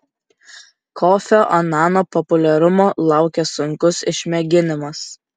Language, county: Lithuanian, Kaunas